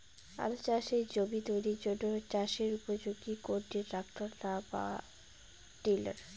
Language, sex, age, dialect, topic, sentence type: Bengali, female, 31-35, Rajbangshi, agriculture, question